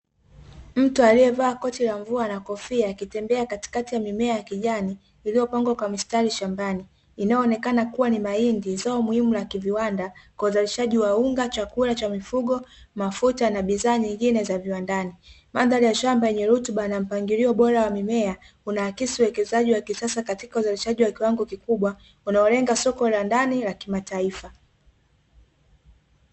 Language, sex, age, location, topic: Swahili, female, 18-24, Dar es Salaam, agriculture